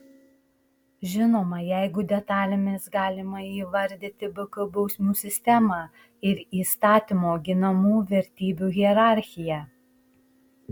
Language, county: Lithuanian, Šiauliai